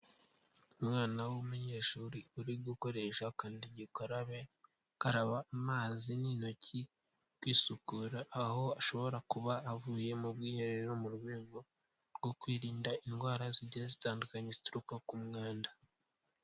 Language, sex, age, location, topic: Kinyarwanda, male, 18-24, Kigali, health